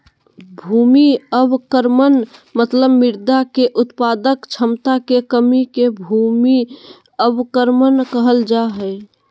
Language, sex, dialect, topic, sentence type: Magahi, female, Southern, agriculture, statement